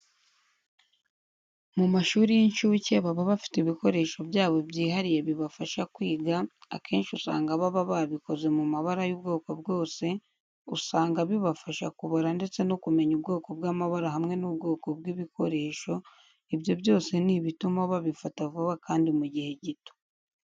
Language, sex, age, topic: Kinyarwanda, female, 18-24, education